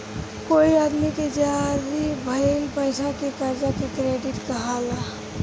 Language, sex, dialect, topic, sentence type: Bhojpuri, female, Southern / Standard, banking, statement